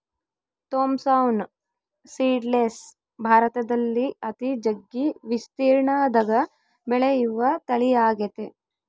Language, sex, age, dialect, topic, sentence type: Kannada, female, 25-30, Central, agriculture, statement